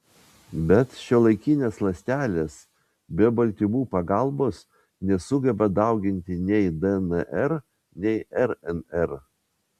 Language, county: Lithuanian, Vilnius